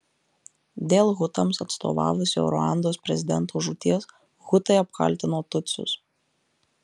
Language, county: Lithuanian, Marijampolė